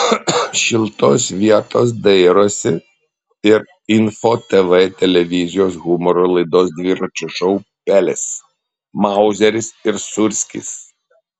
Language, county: Lithuanian, Panevėžys